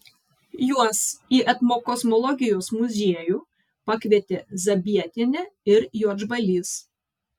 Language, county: Lithuanian, Vilnius